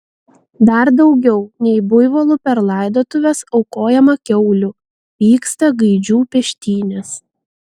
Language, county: Lithuanian, Vilnius